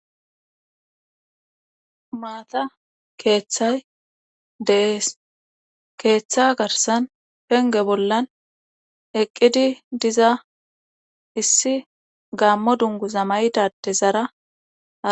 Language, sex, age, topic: Gamo, female, 36-49, government